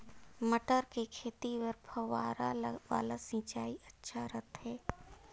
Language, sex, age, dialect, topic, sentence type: Chhattisgarhi, female, 31-35, Northern/Bhandar, agriculture, question